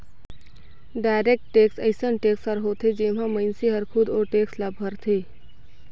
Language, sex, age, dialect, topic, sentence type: Chhattisgarhi, female, 18-24, Northern/Bhandar, banking, statement